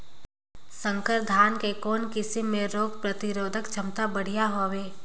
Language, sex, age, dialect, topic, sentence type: Chhattisgarhi, female, 18-24, Northern/Bhandar, agriculture, question